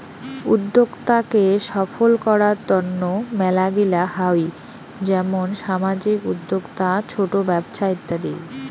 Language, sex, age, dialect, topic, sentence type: Bengali, female, 18-24, Rajbangshi, banking, statement